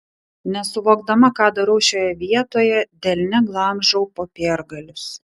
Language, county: Lithuanian, Vilnius